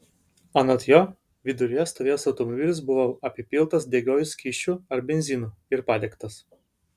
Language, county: Lithuanian, Vilnius